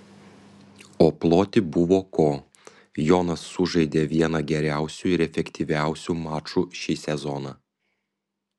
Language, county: Lithuanian, Panevėžys